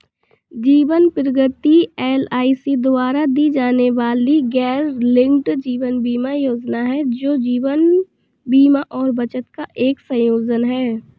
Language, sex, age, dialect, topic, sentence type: Hindi, female, 25-30, Awadhi Bundeli, banking, statement